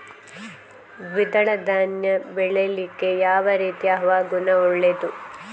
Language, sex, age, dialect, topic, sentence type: Kannada, female, 25-30, Coastal/Dakshin, agriculture, question